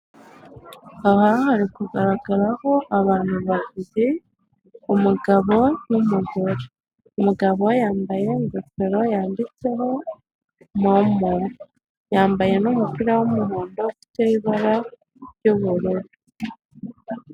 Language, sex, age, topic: Kinyarwanda, female, 25-35, finance